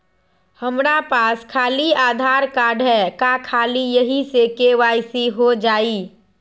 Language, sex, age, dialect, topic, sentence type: Magahi, female, 41-45, Western, banking, question